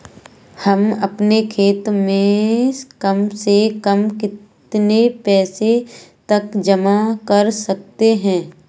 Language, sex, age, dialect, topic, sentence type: Hindi, female, 25-30, Kanauji Braj Bhasha, banking, question